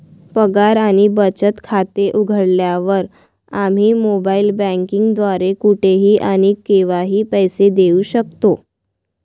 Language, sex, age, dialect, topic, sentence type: Marathi, female, 18-24, Varhadi, banking, statement